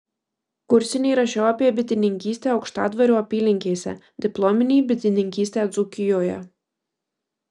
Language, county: Lithuanian, Marijampolė